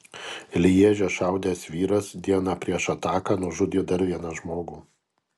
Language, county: Lithuanian, Kaunas